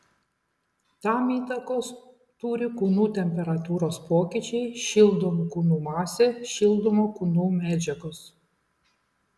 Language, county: Lithuanian, Klaipėda